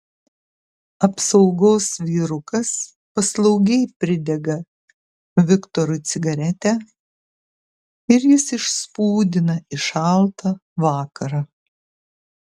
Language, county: Lithuanian, Kaunas